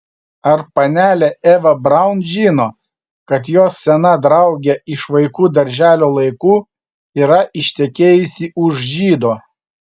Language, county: Lithuanian, Vilnius